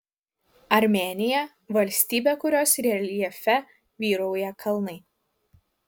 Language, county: Lithuanian, Vilnius